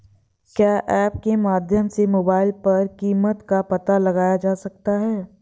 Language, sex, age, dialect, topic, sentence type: Hindi, female, 18-24, Awadhi Bundeli, agriculture, question